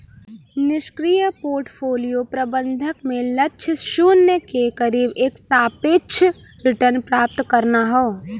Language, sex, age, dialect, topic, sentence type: Bhojpuri, female, 18-24, Western, banking, statement